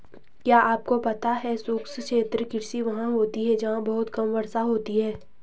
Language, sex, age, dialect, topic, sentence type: Hindi, female, 18-24, Garhwali, agriculture, statement